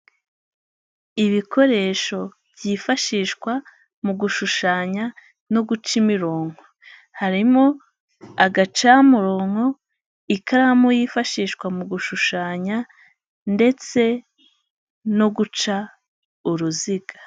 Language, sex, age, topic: Kinyarwanda, female, 18-24, education